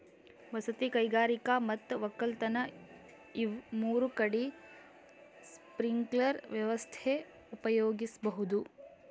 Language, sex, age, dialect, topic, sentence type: Kannada, female, 18-24, Northeastern, agriculture, statement